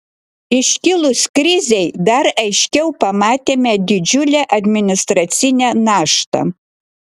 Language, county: Lithuanian, Klaipėda